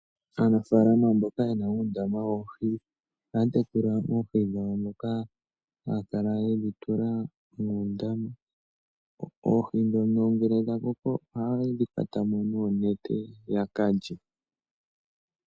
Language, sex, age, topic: Oshiwambo, male, 25-35, agriculture